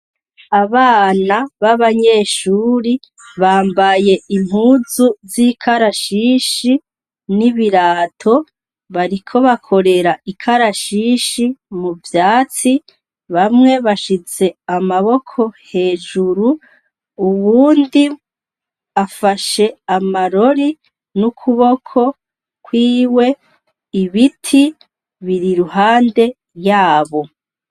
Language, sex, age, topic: Rundi, female, 36-49, education